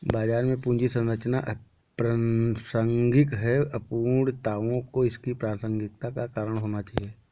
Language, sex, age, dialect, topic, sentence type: Hindi, male, 18-24, Awadhi Bundeli, banking, statement